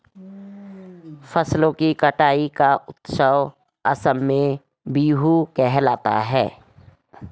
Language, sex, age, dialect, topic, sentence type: Hindi, female, 56-60, Garhwali, agriculture, statement